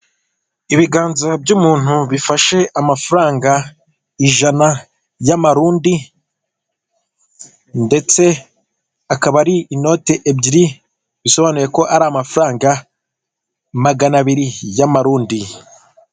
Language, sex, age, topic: Kinyarwanda, male, 18-24, finance